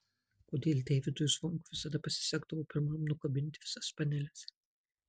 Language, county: Lithuanian, Marijampolė